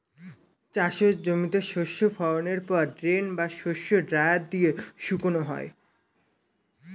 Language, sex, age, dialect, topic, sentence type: Bengali, male, 18-24, Standard Colloquial, agriculture, statement